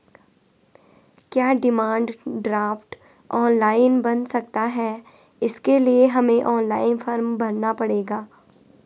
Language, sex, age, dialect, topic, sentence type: Hindi, female, 25-30, Garhwali, banking, question